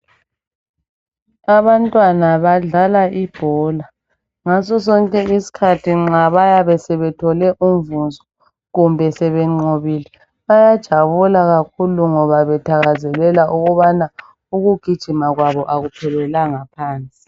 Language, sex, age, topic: North Ndebele, female, 50+, health